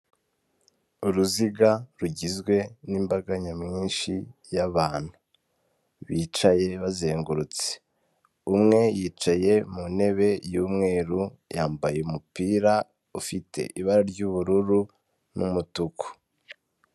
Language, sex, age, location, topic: Kinyarwanda, male, 25-35, Kigali, health